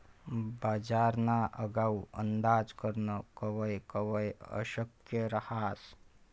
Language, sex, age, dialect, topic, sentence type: Marathi, male, 25-30, Northern Konkan, banking, statement